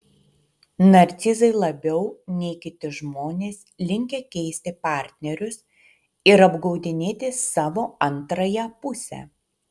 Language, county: Lithuanian, Utena